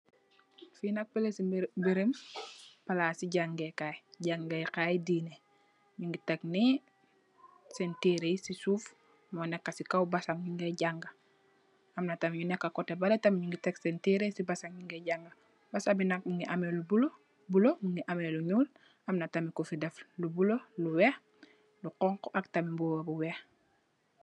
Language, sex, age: Wolof, female, 18-24